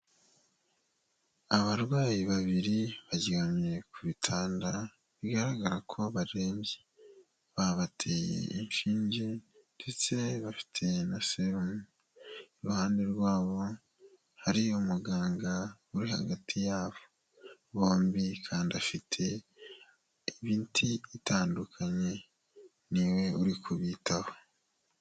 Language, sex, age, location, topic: Kinyarwanda, male, 25-35, Nyagatare, health